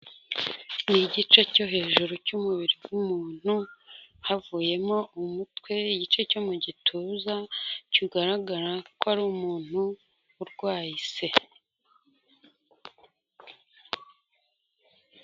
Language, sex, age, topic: Kinyarwanda, female, 25-35, health